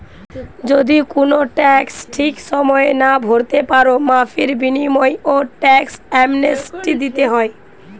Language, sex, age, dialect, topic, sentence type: Bengali, female, 18-24, Western, banking, statement